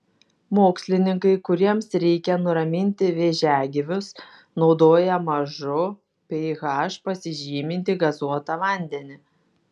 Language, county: Lithuanian, Šiauliai